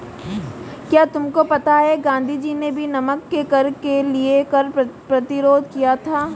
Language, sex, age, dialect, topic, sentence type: Hindi, female, 18-24, Marwari Dhudhari, banking, statement